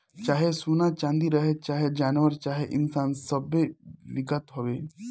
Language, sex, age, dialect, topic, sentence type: Bhojpuri, male, 18-24, Northern, banking, statement